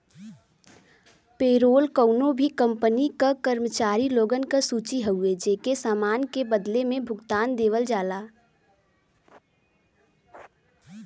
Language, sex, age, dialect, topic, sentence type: Bhojpuri, female, 18-24, Western, banking, statement